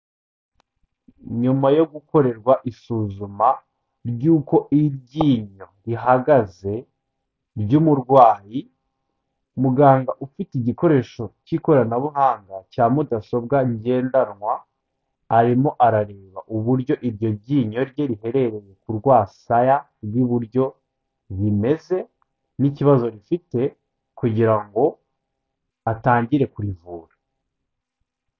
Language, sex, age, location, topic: Kinyarwanda, male, 25-35, Kigali, health